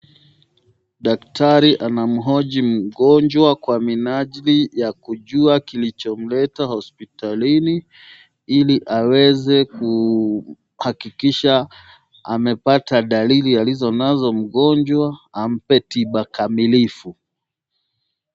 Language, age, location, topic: Swahili, 36-49, Nakuru, health